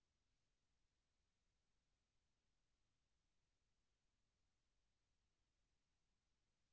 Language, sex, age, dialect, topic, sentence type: Kannada, female, 25-30, Central, banking, statement